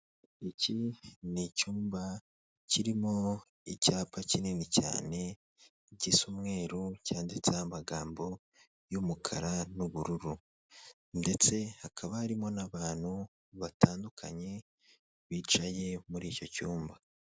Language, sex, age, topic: Kinyarwanda, male, 25-35, government